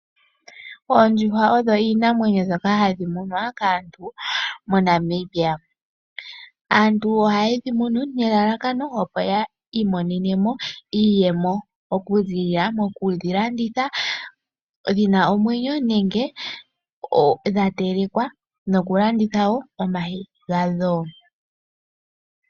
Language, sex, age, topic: Oshiwambo, female, 18-24, agriculture